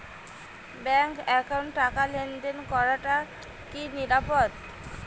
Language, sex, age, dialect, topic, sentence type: Bengali, female, 25-30, Rajbangshi, banking, question